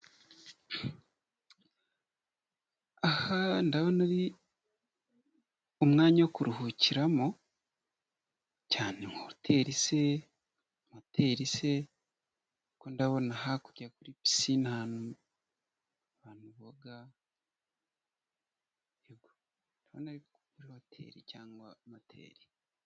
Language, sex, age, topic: Kinyarwanda, male, 25-35, finance